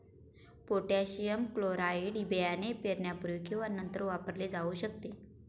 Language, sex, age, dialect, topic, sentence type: Marathi, female, 25-30, Standard Marathi, agriculture, statement